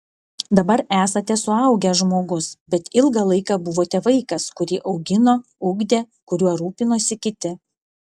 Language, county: Lithuanian, Vilnius